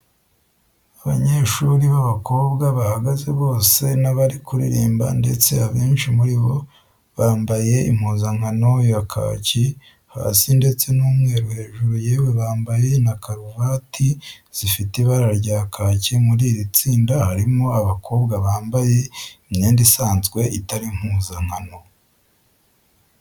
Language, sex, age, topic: Kinyarwanda, male, 25-35, education